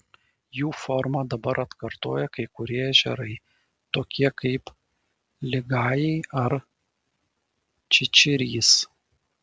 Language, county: Lithuanian, Šiauliai